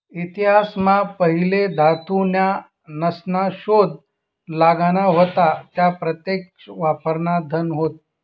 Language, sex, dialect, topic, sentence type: Marathi, male, Northern Konkan, banking, statement